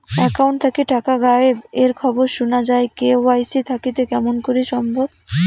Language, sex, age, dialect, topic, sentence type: Bengali, female, 18-24, Rajbangshi, banking, question